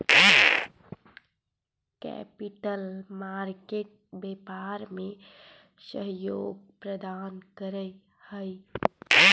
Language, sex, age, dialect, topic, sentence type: Magahi, female, 25-30, Central/Standard, agriculture, statement